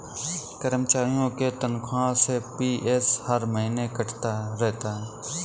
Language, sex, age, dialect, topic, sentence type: Hindi, male, 18-24, Kanauji Braj Bhasha, banking, statement